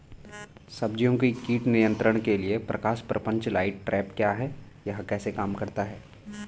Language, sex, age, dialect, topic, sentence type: Hindi, male, 18-24, Garhwali, agriculture, question